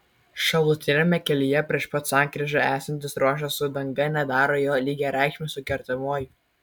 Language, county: Lithuanian, Kaunas